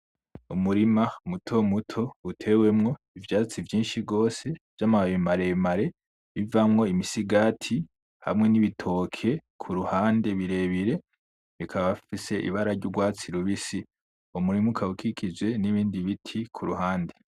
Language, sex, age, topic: Rundi, male, 18-24, agriculture